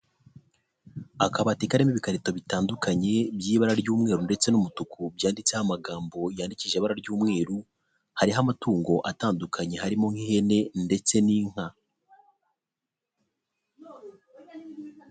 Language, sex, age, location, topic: Kinyarwanda, male, 25-35, Nyagatare, health